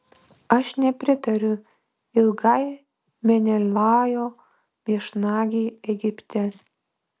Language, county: Lithuanian, Vilnius